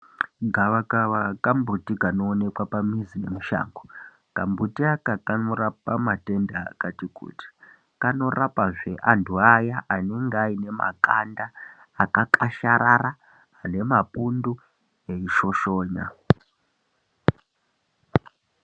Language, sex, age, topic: Ndau, male, 25-35, health